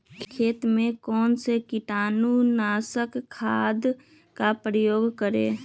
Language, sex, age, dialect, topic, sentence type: Magahi, male, 36-40, Western, agriculture, question